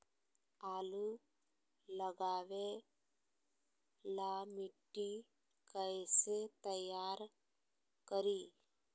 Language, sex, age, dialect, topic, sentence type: Magahi, female, 60-100, Southern, agriculture, question